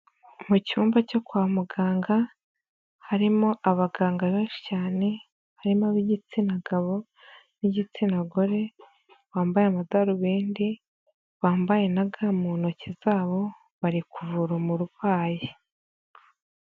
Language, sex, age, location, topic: Kinyarwanda, female, 25-35, Nyagatare, health